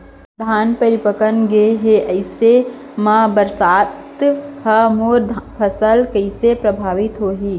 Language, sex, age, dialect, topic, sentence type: Chhattisgarhi, female, 25-30, Central, agriculture, question